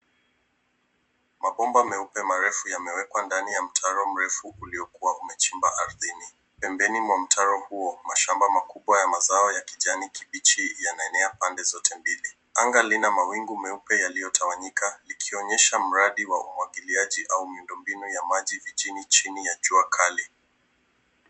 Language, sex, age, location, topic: Swahili, male, 18-24, Nairobi, agriculture